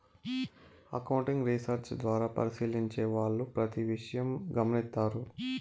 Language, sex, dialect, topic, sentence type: Telugu, male, Southern, banking, statement